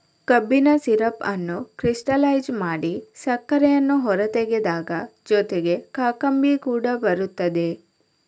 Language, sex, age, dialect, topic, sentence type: Kannada, female, 25-30, Coastal/Dakshin, agriculture, statement